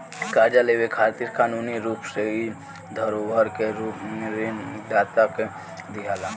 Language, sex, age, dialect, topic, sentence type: Bhojpuri, male, <18, Southern / Standard, banking, statement